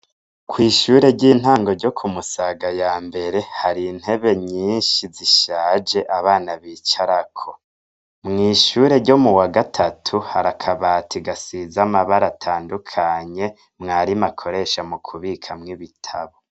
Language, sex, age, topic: Rundi, male, 25-35, education